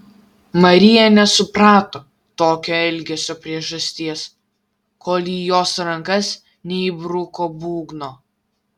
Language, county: Lithuanian, Vilnius